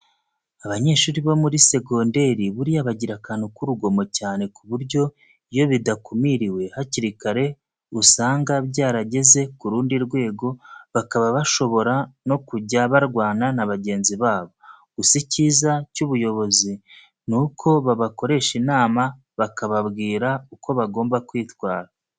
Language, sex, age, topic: Kinyarwanda, male, 36-49, education